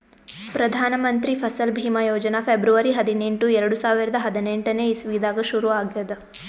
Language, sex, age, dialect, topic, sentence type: Kannada, female, 18-24, Northeastern, agriculture, statement